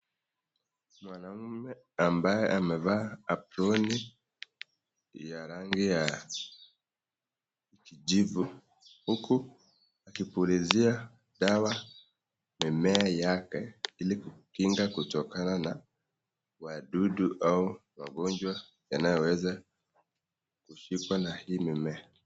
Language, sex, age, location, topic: Swahili, male, 18-24, Nakuru, health